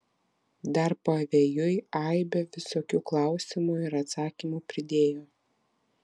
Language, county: Lithuanian, Vilnius